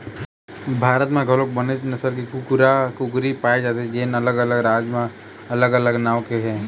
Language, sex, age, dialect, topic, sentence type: Chhattisgarhi, male, 18-24, Eastern, agriculture, statement